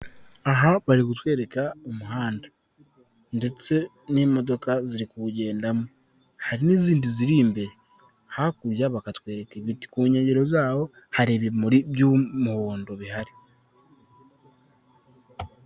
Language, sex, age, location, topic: Kinyarwanda, male, 25-35, Kigali, government